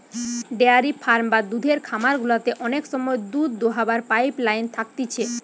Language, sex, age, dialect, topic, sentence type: Bengali, female, 18-24, Western, agriculture, statement